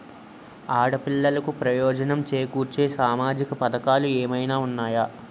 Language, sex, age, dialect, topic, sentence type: Telugu, male, 18-24, Utterandhra, banking, statement